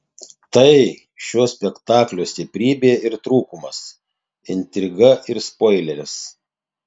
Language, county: Lithuanian, Tauragė